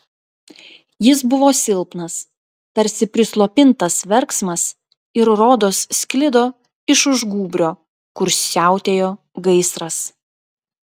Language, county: Lithuanian, Klaipėda